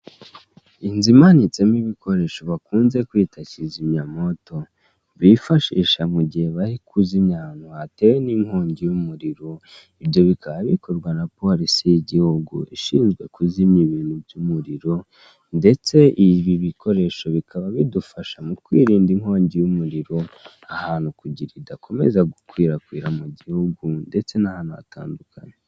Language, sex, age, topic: Kinyarwanda, male, 18-24, government